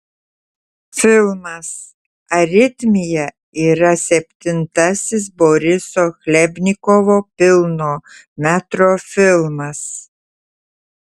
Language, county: Lithuanian, Tauragė